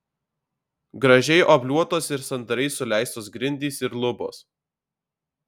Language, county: Lithuanian, Alytus